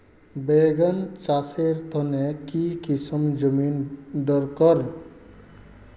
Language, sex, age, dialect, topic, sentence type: Magahi, male, 31-35, Northeastern/Surjapuri, agriculture, question